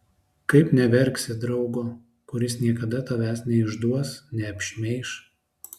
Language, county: Lithuanian, Alytus